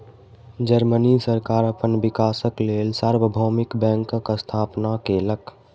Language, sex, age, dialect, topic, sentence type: Maithili, male, 18-24, Southern/Standard, banking, statement